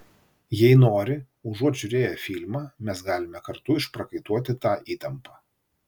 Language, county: Lithuanian, Vilnius